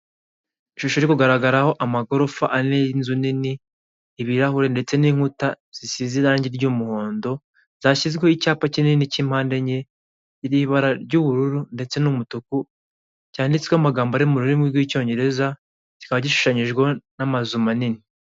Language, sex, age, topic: Kinyarwanda, male, 18-24, government